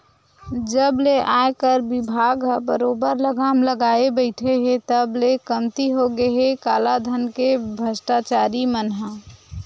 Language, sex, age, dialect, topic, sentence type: Chhattisgarhi, female, 46-50, Western/Budati/Khatahi, banking, statement